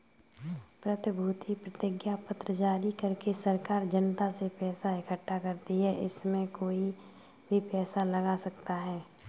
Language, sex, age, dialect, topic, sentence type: Hindi, female, 18-24, Kanauji Braj Bhasha, banking, statement